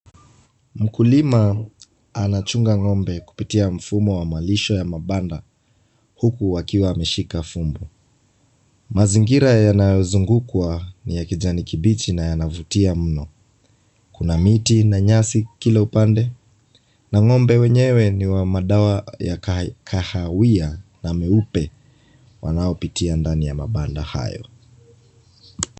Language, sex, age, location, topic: Swahili, male, 25-35, Kisumu, agriculture